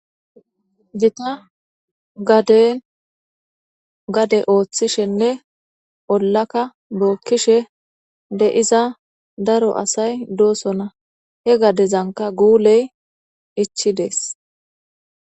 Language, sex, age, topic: Gamo, female, 18-24, government